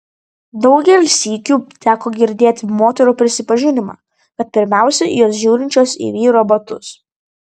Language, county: Lithuanian, Vilnius